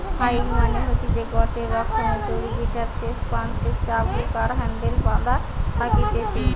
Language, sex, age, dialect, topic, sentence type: Bengali, female, 18-24, Western, agriculture, statement